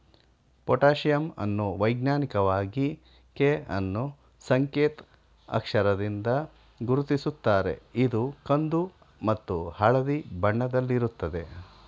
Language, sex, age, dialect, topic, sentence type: Kannada, male, 51-55, Mysore Kannada, agriculture, statement